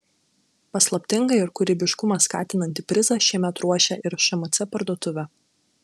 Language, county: Lithuanian, Klaipėda